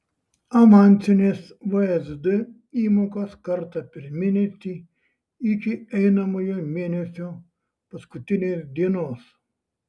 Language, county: Lithuanian, Šiauliai